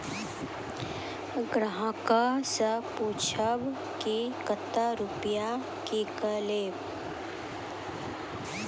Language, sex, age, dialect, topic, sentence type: Maithili, female, 36-40, Angika, banking, question